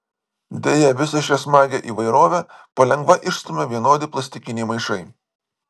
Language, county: Lithuanian, Vilnius